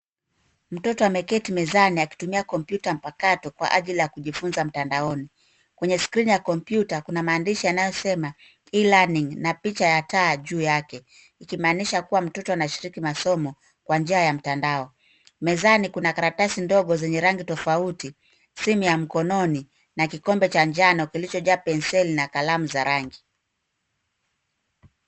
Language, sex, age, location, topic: Swahili, female, 18-24, Nairobi, education